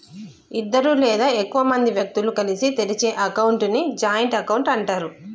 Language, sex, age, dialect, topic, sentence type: Telugu, female, 36-40, Telangana, banking, statement